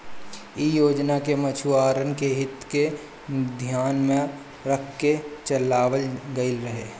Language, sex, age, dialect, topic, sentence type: Bhojpuri, male, 18-24, Northern, agriculture, statement